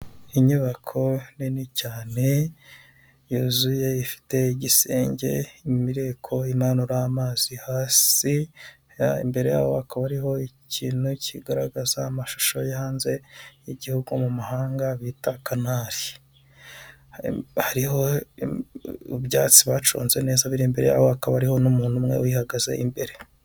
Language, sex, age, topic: Kinyarwanda, male, 25-35, finance